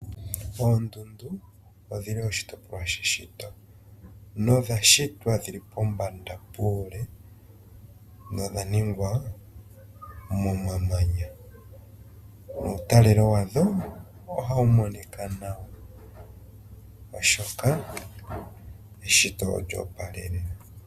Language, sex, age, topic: Oshiwambo, male, 25-35, agriculture